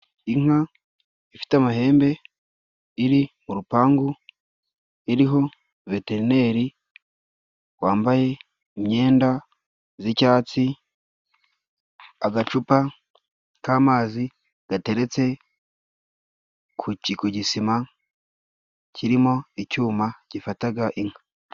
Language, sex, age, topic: Kinyarwanda, male, 25-35, agriculture